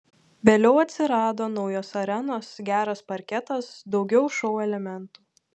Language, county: Lithuanian, Telšiai